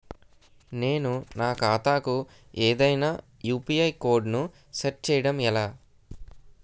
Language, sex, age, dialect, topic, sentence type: Telugu, male, 18-24, Utterandhra, banking, question